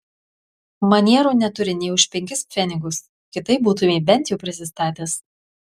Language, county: Lithuanian, Klaipėda